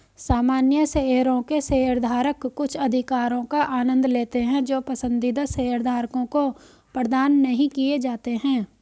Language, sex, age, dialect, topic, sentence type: Hindi, female, 18-24, Hindustani Malvi Khadi Boli, banking, statement